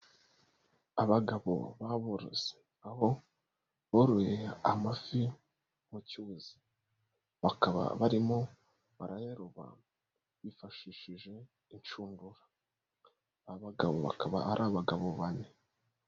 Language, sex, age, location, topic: Kinyarwanda, female, 36-49, Nyagatare, agriculture